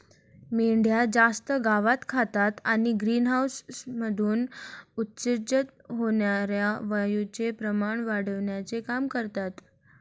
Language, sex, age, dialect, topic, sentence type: Marathi, female, 18-24, Standard Marathi, agriculture, statement